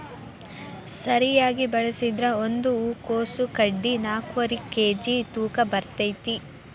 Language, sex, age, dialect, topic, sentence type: Kannada, female, 18-24, Dharwad Kannada, agriculture, statement